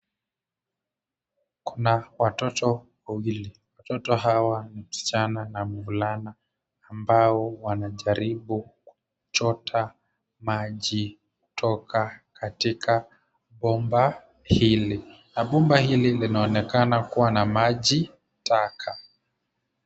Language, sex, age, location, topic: Swahili, male, 25-35, Kisumu, health